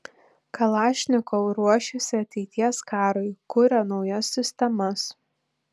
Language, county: Lithuanian, Panevėžys